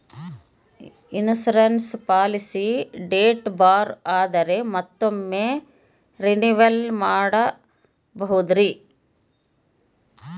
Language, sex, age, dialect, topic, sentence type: Kannada, female, 51-55, Central, banking, question